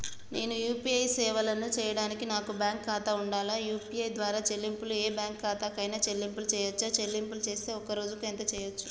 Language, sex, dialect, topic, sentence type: Telugu, male, Telangana, banking, question